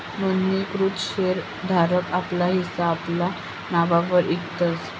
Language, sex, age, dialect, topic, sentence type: Marathi, female, 25-30, Northern Konkan, banking, statement